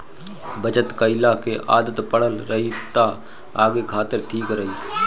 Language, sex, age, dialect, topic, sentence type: Bhojpuri, male, 25-30, Northern, banking, statement